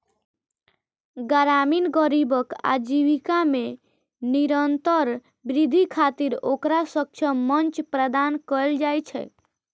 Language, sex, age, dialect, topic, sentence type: Maithili, female, 25-30, Eastern / Thethi, banking, statement